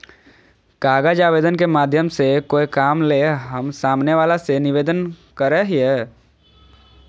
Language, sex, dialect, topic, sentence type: Magahi, female, Southern, agriculture, statement